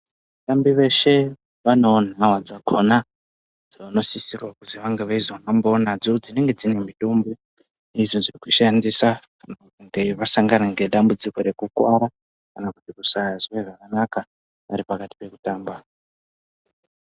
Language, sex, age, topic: Ndau, male, 50+, health